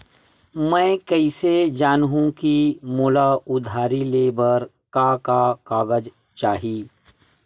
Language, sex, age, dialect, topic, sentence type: Chhattisgarhi, male, 36-40, Western/Budati/Khatahi, banking, question